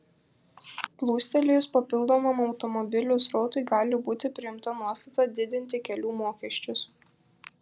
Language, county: Lithuanian, Kaunas